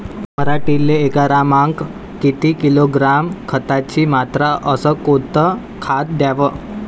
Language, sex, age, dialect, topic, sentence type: Marathi, male, 18-24, Varhadi, agriculture, question